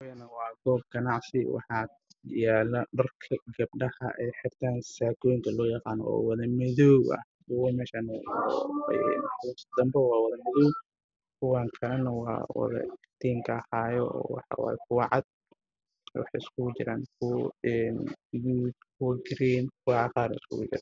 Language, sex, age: Somali, male, 18-24